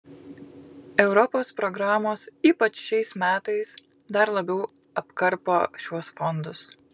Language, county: Lithuanian, Kaunas